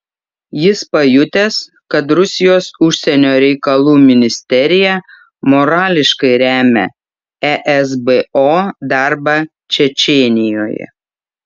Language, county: Lithuanian, Šiauliai